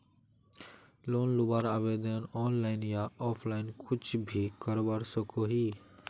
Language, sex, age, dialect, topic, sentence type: Magahi, male, 18-24, Northeastern/Surjapuri, banking, question